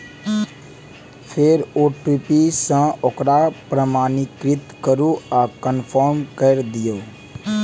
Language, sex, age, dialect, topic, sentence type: Maithili, male, 18-24, Eastern / Thethi, banking, statement